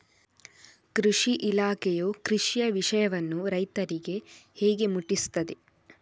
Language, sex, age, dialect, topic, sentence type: Kannada, female, 41-45, Coastal/Dakshin, agriculture, question